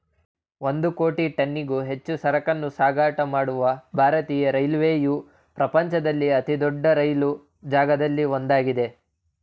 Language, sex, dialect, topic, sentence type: Kannada, male, Mysore Kannada, banking, statement